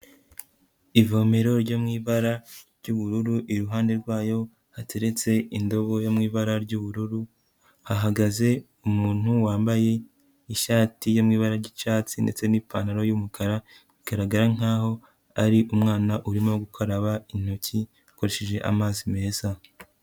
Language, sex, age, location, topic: Kinyarwanda, female, 25-35, Huye, health